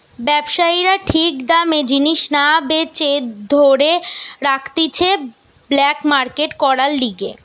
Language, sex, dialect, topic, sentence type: Bengali, female, Western, banking, statement